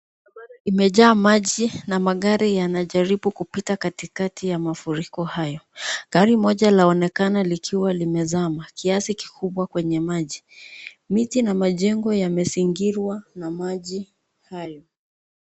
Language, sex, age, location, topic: Swahili, female, 25-35, Nakuru, health